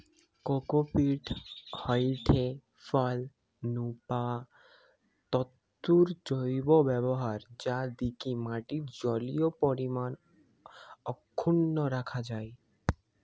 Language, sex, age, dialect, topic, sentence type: Bengali, male, 18-24, Western, agriculture, statement